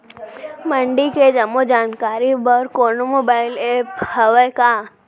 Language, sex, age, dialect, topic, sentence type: Chhattisgarhi, female, 18-24, Central, agriculture, question